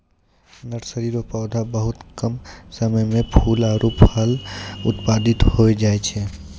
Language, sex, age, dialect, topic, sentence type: Maithili, male, 18-24, Angika, agriculture, statement